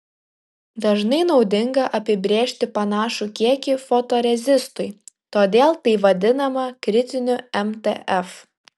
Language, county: Lithuanian, Kaunas